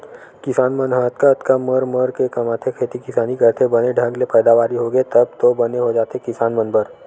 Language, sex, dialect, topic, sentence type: Chhattisgarhi, male, Western/Budati/Khatahi, banking, statement